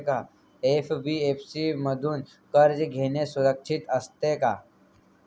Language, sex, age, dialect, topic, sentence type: Marathi, male, 18-24, Standard Marathi, banking, question